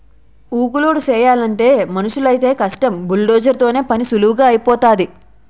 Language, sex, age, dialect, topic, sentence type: Telugu, female, 18-24, Utterandhra, agriculture, statement